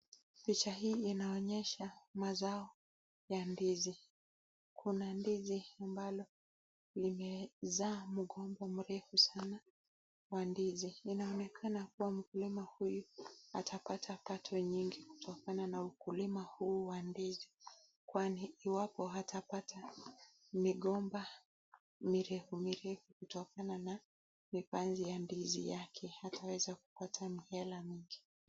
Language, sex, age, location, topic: Swahili, female, 25-35, Nakuru, agriculture